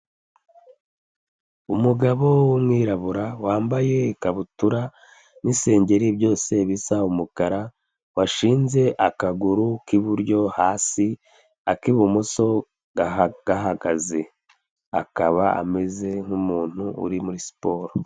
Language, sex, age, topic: Kinyarwanda, female, 25-35, health